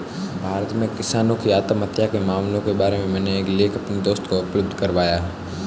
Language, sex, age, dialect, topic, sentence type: Hindi, male, 18-24, Marwari Dhudhari, agriculture, statement